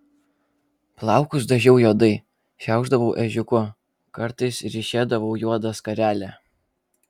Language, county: Lithuanian, Vilnius